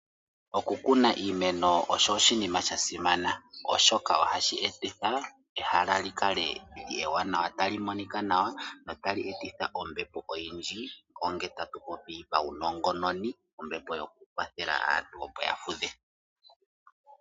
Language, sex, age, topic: Oshiwambo, male, 18-24, agriculture